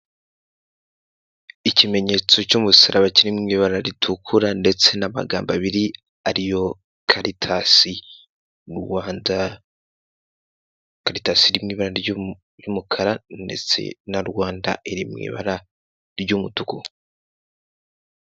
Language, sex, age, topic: Kinyarwanda, male, 18-24, finance